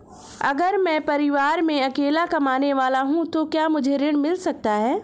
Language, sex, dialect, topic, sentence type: Hindi, female, Hindustani Malvi Khadi Boli, banking, question